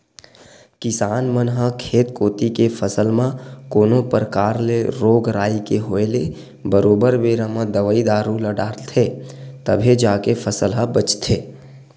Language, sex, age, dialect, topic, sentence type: Chhattisgarhi, male, 18-24, Western/Budati/Khatahi, agriculture, statement